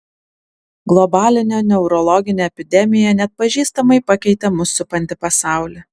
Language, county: Lithuanian, Vilnius